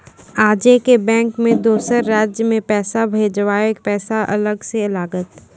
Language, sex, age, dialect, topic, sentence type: Maithili, female, 18-24, Angika, banking, question